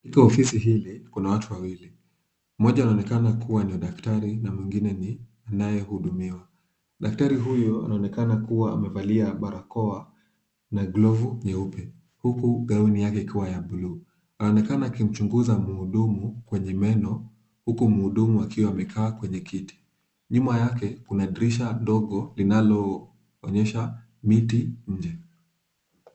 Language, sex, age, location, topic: Swahili, male, 25-35, Kisumu, health